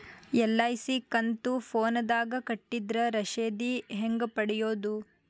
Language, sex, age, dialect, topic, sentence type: Kannada, female, 18-24, Dharwad Kannada, banking, question